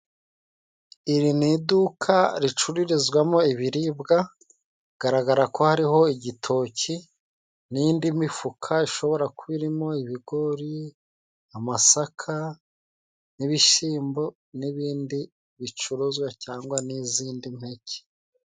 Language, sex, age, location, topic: Kinyarwanda, male, 36-49, Musanze, agriculture